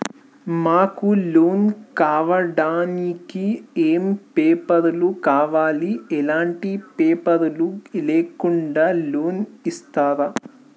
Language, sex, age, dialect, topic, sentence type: Telugu, male, 18-24, Telangana, banking, question